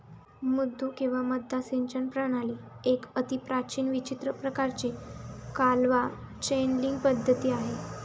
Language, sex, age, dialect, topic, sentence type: Marathi, female, 18-24, Northern Konkan, agriculture, statement